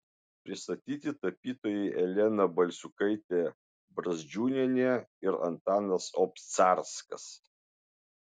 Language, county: Lithuanian, Marijampolė